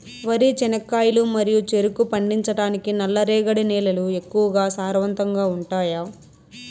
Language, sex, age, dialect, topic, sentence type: Telugu, female, 18-24, Southern, agriculture, question